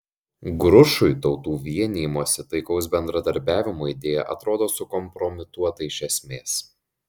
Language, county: Lithuanian, Šiauliai